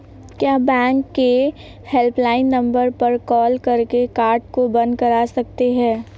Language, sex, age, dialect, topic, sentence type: Hindi, female, 18-24, Awadhi Bundeli, banking, question